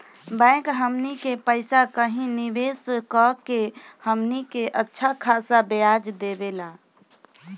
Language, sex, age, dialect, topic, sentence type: Bhojpuri, female, <18, Southern / Standard, banking, statement